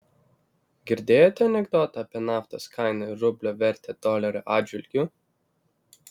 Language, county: Lithuanian, Vilnius